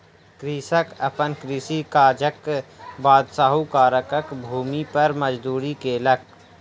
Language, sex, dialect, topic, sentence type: Maithili, male, Southern/Standard, agriculture, statement